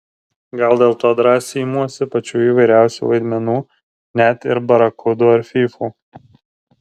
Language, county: Lithuanian, Vilnius